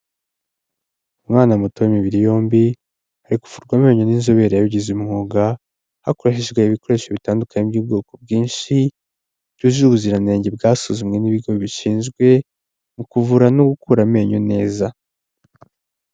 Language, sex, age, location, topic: Kinyarwanda, male, 25-35, Kigali, health